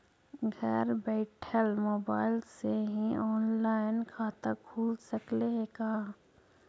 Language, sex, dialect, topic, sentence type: Magahi, female, Central/Standard, banking, question